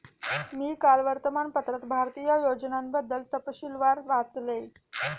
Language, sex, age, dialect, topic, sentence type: Marathi, female, 18-24, Standard Marathi, banking, statement